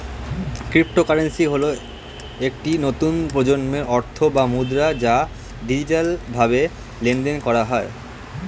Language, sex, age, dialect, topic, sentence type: Bengali, male, <18, Standard Colloquial, banking, statement